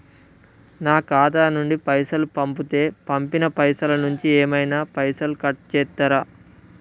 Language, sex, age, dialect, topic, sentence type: Telugu, male, 18-24, Telangana, banking, question